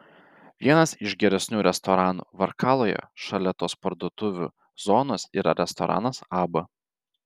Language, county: Lithuanian, Vilnius